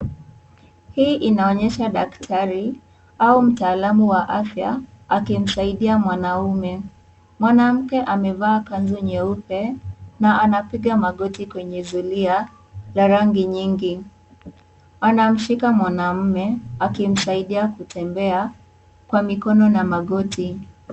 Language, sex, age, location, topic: Swahili, female, 18-24, Kisii, health